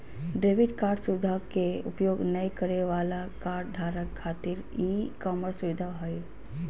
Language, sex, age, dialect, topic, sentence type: Magahi, female, 31-35, Southern, banking, statement